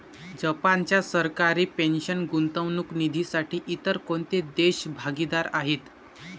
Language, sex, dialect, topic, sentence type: Marathi, male, Varhadi, banking, statement